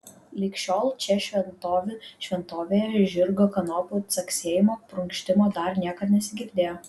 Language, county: Lithuanian, Kaunas